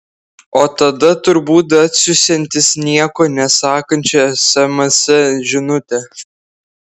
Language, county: Lithuanian, Klaipėda